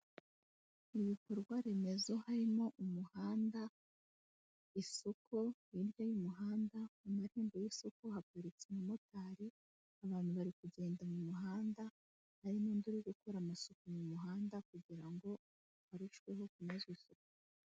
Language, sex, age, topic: Kinyarwanda, female, 18-24, government